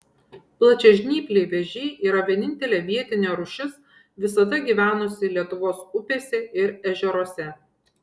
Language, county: Lithuanian, Šiauliai